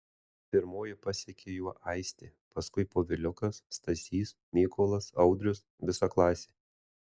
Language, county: Lithuanian, Alytus